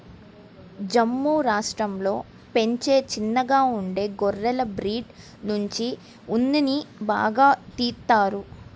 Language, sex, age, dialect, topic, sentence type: Telugu, male, 31-35, Central/Coastal, agriculture, statement